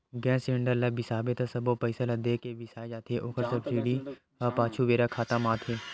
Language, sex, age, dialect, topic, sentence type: Chhattisgarhi, male, 18-24, Western/Budati/Khatahi, banking, statement